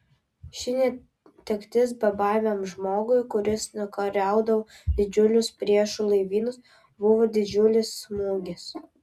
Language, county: Lithuanian, Vilnius